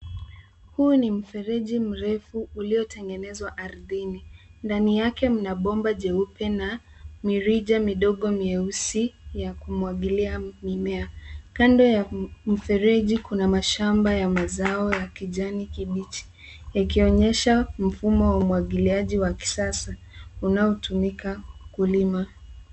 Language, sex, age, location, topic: Swahili, female, 36-49, Nairobi, agriculture